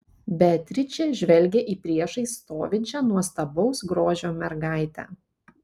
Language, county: Lithuanian, Panevėžys